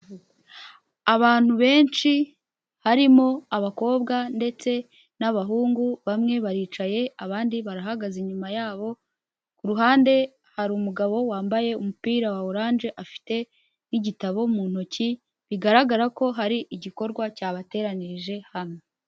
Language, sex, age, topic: Kinyarwanda, female, 18-24, health